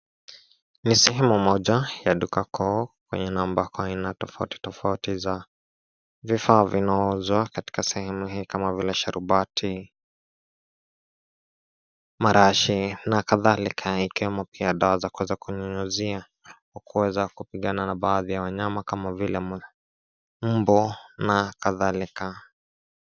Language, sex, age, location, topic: Swahili, male, 25-35, Nairobi, finance